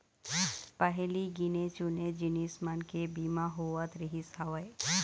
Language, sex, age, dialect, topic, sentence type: Chhattisgarhi, female, 36-40, Eastern, banking, statement